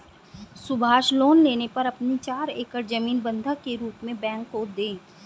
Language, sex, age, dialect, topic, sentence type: Hindi, female, 36-40, Hindustani Malvi Khadi Boli, banking, statement